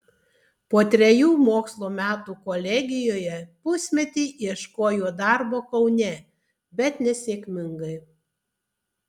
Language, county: Lithuanian, Tauragė